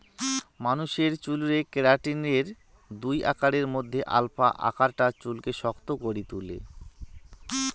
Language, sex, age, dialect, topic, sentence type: Bengali, male, 31-35, Rajbangshi, agriculture, statement